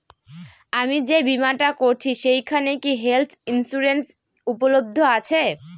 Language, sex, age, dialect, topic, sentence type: Bengali, female, <18, Northern/Varendri, banking, question